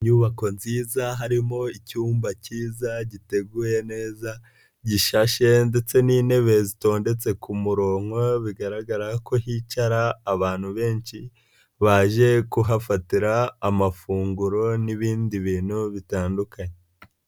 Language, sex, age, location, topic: Kinyarwanda, male, 25-35, Nyagatare, finance